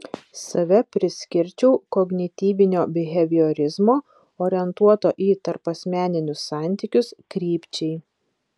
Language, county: Lithuanian, Vilnius